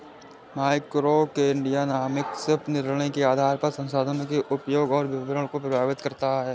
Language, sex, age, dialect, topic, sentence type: Hindi, male, 18-24, Awadhi Bundeli, banking, statement